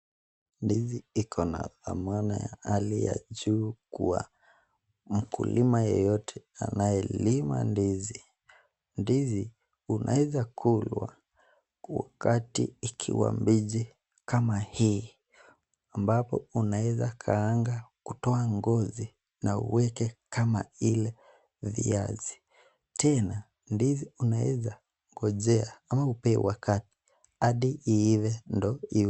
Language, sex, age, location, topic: Swahili, male, 25-35, Nakuru, agriculture